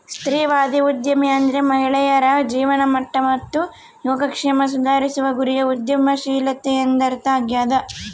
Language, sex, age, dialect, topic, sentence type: Kannada, female, 18-24, Central, banking, statement